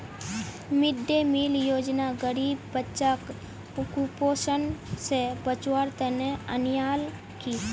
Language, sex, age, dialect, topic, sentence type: Magahi, female, 25-30, Northeastern/Surjapuri, agriculture, statement